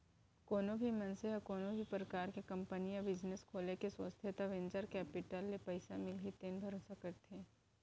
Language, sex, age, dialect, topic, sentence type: Chhattisgarhi, female, 18-24, Central, banking, statement